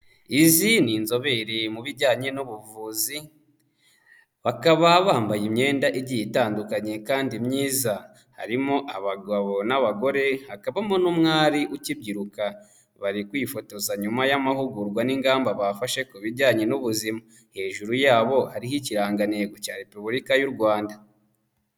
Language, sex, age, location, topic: Kinyarwanda, male, 18-24, Huye, health